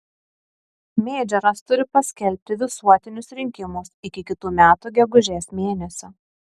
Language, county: Lithuanian, Kaunas